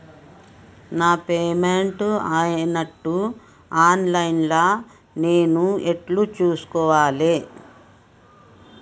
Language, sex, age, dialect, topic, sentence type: Telugu, male, 36-40, Telangana, banking, question